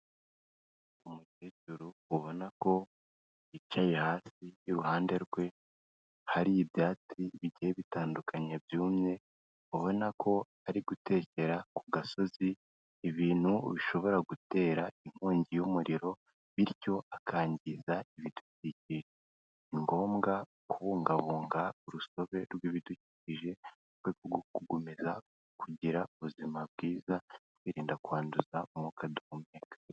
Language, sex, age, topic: Kinyarwanda, female, 18-24, health